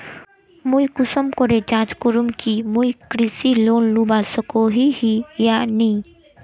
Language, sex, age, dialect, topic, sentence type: Magahi, male, 18-24, Northeastern/Surjapuri, banking, question